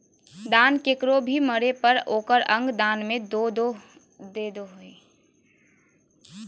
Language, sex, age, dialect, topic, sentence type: Magahi, female, 18-24, Southern, banking, statement